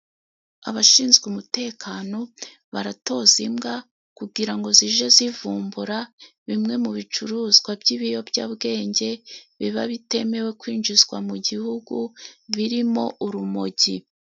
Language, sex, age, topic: Kinyarwanda, female, 36-49, government